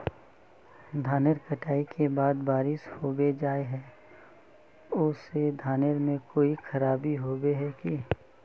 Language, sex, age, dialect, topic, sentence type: Magahi, male, 25-30, Northeastern/Surjapuri, agriculture, question